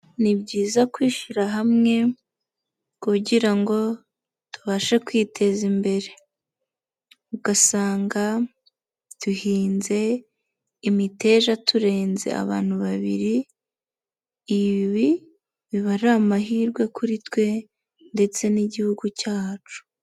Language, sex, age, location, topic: Kinyarwanda, female, 18-24, Nyagatare, finance